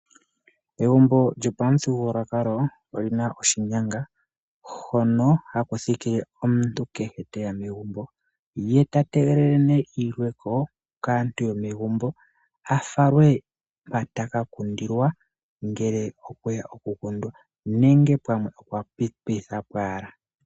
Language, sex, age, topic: Oshiwambo, male, 25-35, agriculture